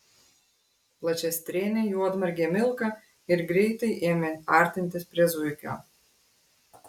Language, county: Lithuanian, Klaipėda